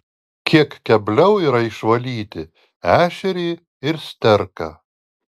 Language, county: Lithuanian, Alytus